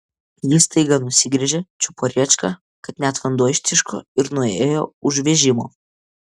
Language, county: Lithuanian, Vilnius